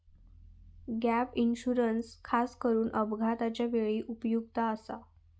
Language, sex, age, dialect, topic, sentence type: Marathi, female, 31-35, Southern Konkan, banking, statement